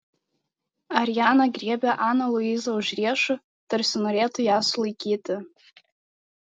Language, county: Lithuanian, Šiauliai